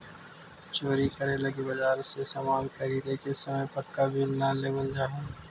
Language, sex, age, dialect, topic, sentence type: Magahi, male, 18-24, Central/Standard, banking, statement